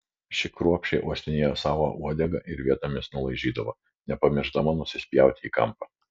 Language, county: Lithuanian, Vilnius